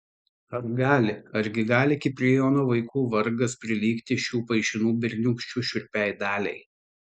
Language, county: Lithuanian, Tauragė